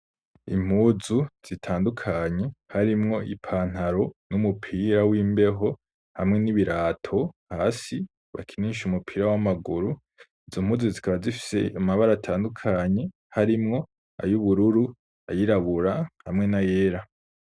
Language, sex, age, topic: Rundi, male, 18-24, education